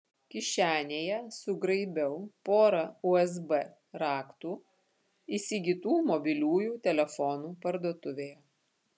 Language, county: Lithuanian, Vilnius